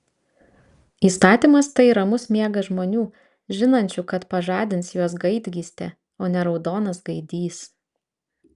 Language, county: Lithuanian, Vilnius